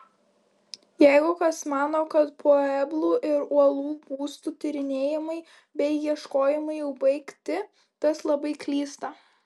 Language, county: Lithuanian, Kaunas